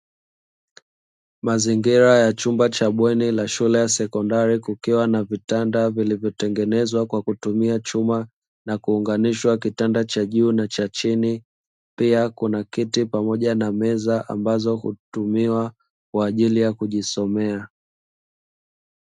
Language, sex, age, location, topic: Swahili, male, 25-35, Dar es Salaam, education